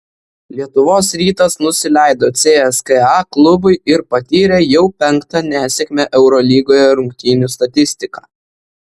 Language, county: Lithuanian, Vilnius